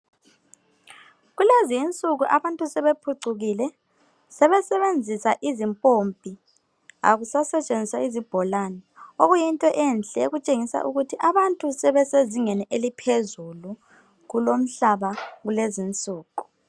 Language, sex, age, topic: North Ndebele, male, 25-35, health